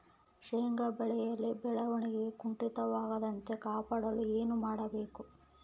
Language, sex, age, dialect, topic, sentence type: Kannada, female, 25-30, Central, agriculture, question